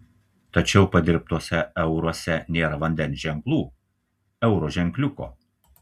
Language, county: Lithuanian, Telšiai